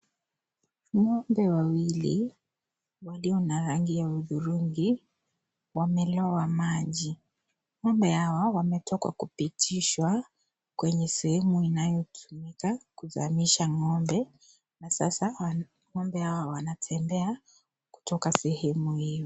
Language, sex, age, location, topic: Swahili, female, 25-35, Kisii, agriculture